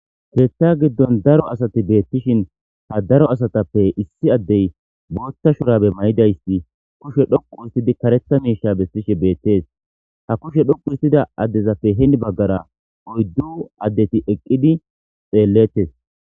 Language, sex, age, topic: Gamo, male, 25-35, government